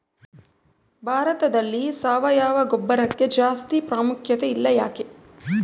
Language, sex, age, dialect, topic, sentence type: Kannada, female, 31-35, Central, agriculture, question